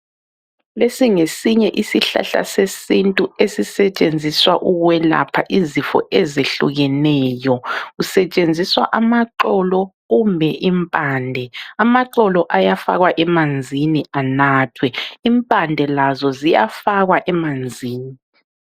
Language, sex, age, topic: North Ndebele, female, 25-35, health